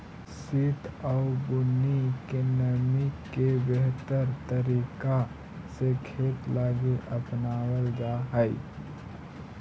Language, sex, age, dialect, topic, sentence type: Magahi, male, 31-35, Central/Standard, agriculture, statement